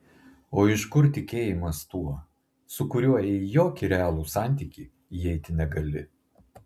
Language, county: Lithuanian, Klaipėda